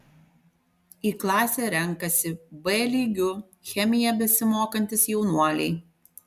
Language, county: Lithuanian, Panevėžys